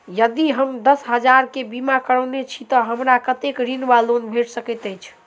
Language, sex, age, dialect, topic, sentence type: Maithili, male, 18-24, Southern/Standard, banking, question